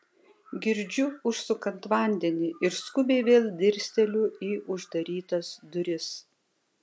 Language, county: Lithuanian, Kaunas